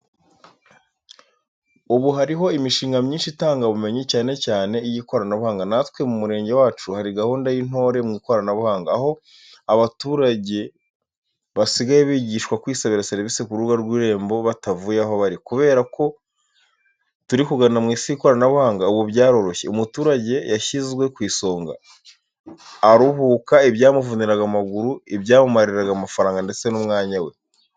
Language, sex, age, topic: Kinyarwanda, male, 25-35, education